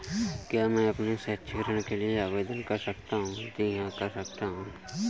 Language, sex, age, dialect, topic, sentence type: Hindi, male, 31-35, Awadhi Bundeli, banking, question